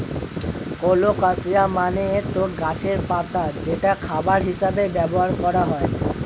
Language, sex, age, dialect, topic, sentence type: Bengali, male, 18-24, Standard Colloquial, agriculture, statement